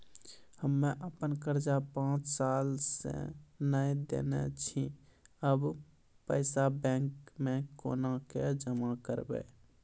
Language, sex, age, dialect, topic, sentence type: Maithili, male, 25-30, Angika, banking, question